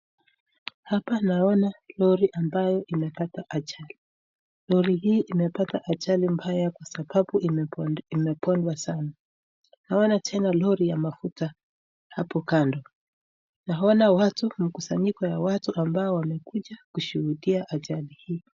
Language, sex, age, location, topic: Swahili, female, 36-49, Nakuru, health